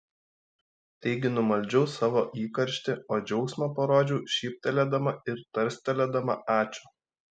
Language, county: Lithuanian, Šiauliai